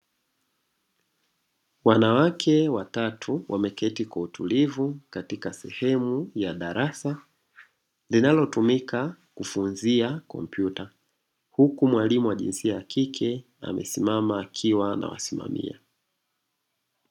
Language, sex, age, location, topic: Swahili, male, 25-35, Dar es Salaam, education